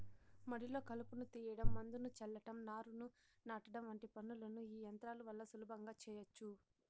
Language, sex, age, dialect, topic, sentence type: Telugu, female, 60-100, Southern, agriculture, statement